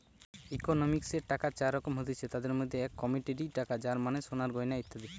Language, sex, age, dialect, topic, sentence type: Bengali, male, 18-24, Western, banking, statement